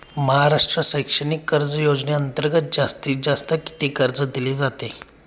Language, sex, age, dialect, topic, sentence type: Marathi, male, 25-30, Standard Marathi, banking, question